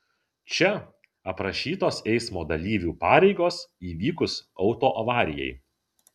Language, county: Lithuanian, Kaunas